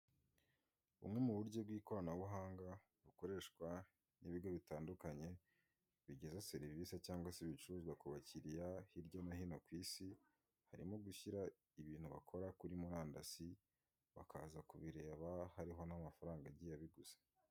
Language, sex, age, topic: Kinyarwanda, male, 18-24, finance